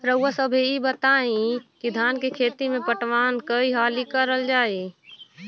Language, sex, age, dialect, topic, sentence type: Bhojpuri, female, 25-30, Western, agriculture, question